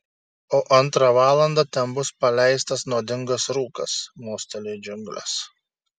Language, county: Lithuanian, Šiauliai